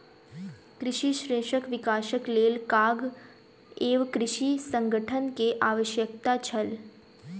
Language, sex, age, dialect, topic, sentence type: Maithili, female, 18-24, Southern/Standard, agriculture, statement